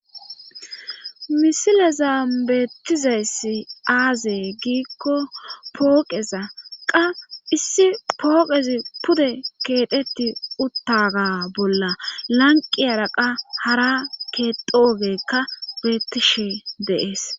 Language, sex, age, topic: Gamo, female, 25-35, government